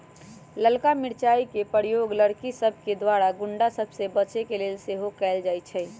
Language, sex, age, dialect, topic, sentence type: Magahi, female, 18-24, Western, agriculture, statement